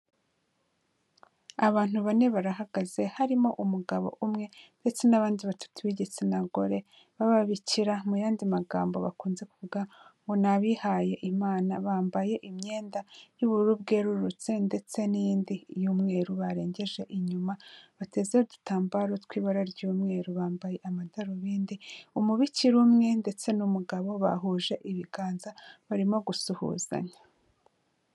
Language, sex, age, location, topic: Kinyarwanda, female, 25-35, Kigali, health